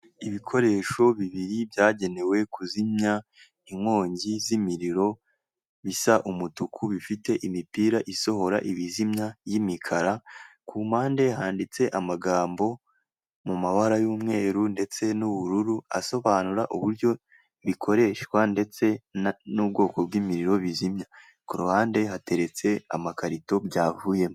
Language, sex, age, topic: Kinyarwanda, male, 25-35, government